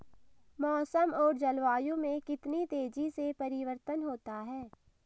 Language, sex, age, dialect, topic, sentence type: Hindi, female, 18-24, Hindustani Malvi Khadi Boli, agriculture, question